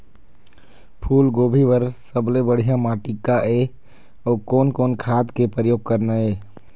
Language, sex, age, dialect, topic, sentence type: Chhattisgarhi, male, 25-30, Eastern, agriculture, question